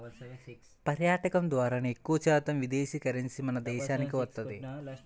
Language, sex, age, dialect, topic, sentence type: Telugu, male, 18-24, Central/Coastal, banking, statement